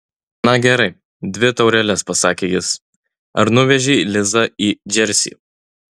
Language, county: Lithuanian, Utena